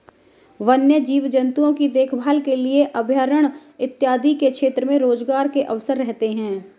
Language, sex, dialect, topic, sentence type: Hindi, female, Marwari Dhudhari, agriculture, statement